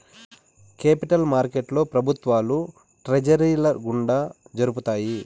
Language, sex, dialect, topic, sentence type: Telugu, male, Southern, banking, statement